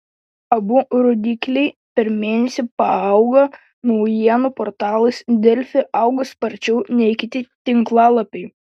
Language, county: Lithuanian, Panevėžys